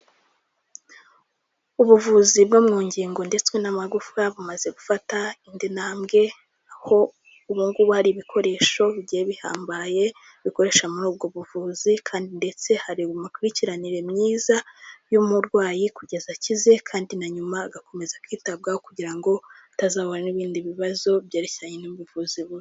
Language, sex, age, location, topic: Kinyarwanda, female, 18-24, Kigali, health